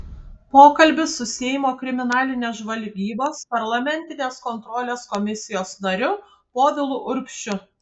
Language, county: Lithuanian, Kaunas